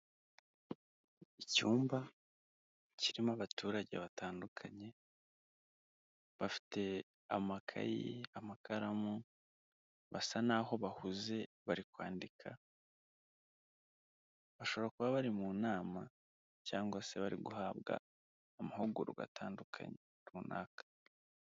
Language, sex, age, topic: Kinyarwanda, male, 25-35, health